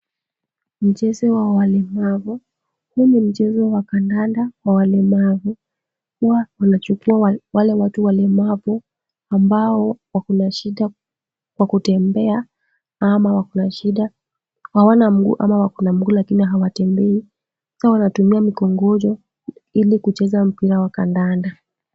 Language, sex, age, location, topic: Swahili, female, 18-24, Kisumu, education